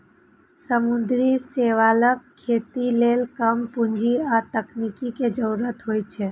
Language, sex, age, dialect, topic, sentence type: Maithili, female, 31-35, Eastern / Thethi, agriculture, statement